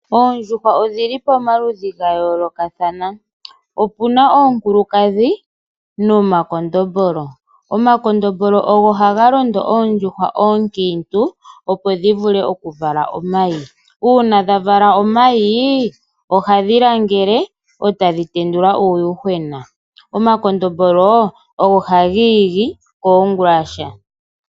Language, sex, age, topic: Oshiwambo, male, 25-35, agriculture